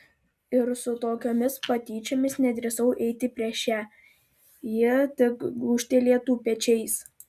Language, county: Lithuanian, Klaipėda